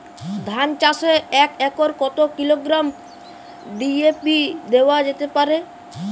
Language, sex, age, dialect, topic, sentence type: Bengali, male, 18-24, Jharkhandi, agriculture, question